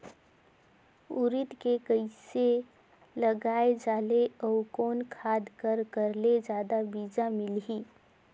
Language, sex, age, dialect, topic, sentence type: Chhattisgarhi, female, 18-24, Northern/Bhandar, agriculture, question